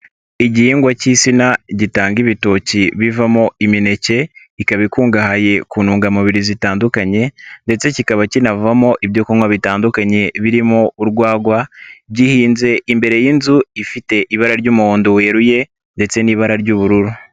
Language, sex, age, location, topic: Kinyarwanda, male, 18-24, Nyagatare, agriculture